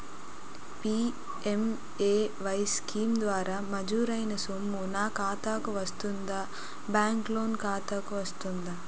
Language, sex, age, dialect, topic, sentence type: Telugu, female, 18-24, Utterandhra, banking, question